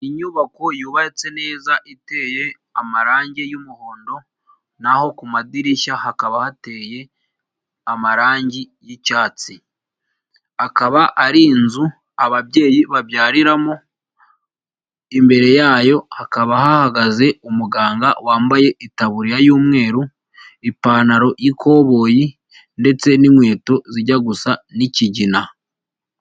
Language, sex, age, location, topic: Kinyarwanda, male, 25-35, Huye, health